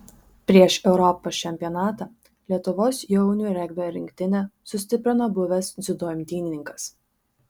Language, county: Lithuanian, Vilnius